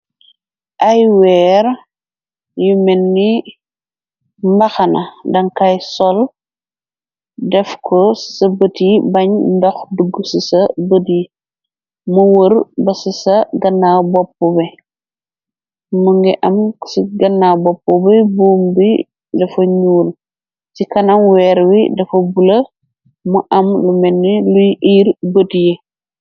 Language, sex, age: Wolof, female, 36-49